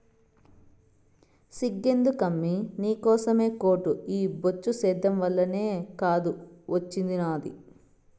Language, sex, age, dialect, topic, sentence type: Telugu, female, 25-30, Southern, agriculture, statement